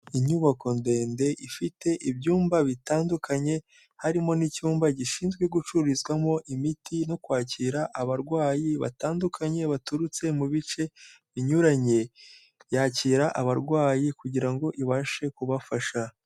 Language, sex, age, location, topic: Kinyarwanda, male, 18-24, Kigali, health